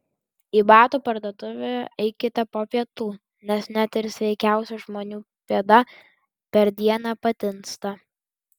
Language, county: Lithuanian, Vilnius